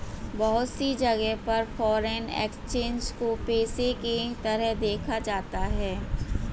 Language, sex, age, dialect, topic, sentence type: Hindi, female, 41-45, Hindustani Malvi Khadi Boli, banking, statement